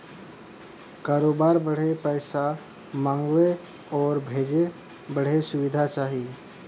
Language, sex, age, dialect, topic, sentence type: Bhojpuri, male, 18-24, Western, banking, statement